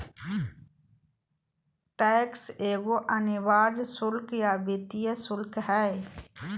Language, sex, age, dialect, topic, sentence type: Magahi, female, 41-45, Southern, banking, statement